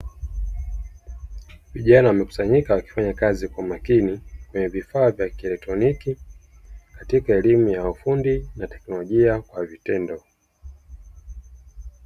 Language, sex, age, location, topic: Swahili, male, 25-35, Dar es Salaam, education